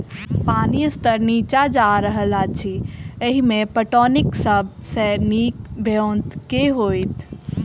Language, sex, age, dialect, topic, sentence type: Maithili, female, 18-24, Southern/Standard, agriculture, question